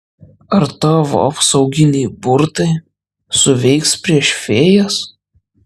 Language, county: Lithuanian, Klaipėda